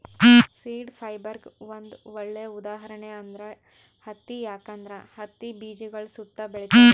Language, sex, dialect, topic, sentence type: Kannada, female, Northeastern, agriculture, statement